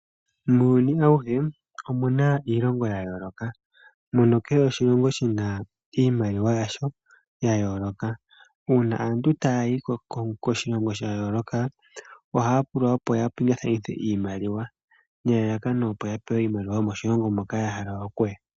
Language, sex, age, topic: Oshiwambo, female, 18-24, finance